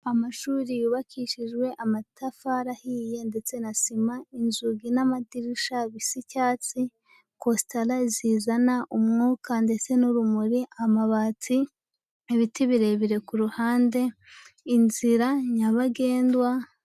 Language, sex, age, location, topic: Kinyarwanda, female, 25-35, Huye, education